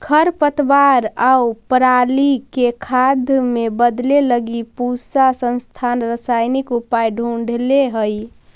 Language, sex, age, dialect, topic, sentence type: Magahi, female, 46-50, Central/Standard, agriculture, statement